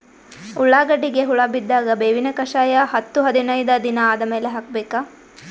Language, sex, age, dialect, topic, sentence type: Kannada, female, 18-24, Northeastern, agriculture, question